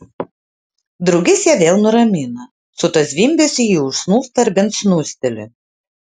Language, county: Lithuanian, Utena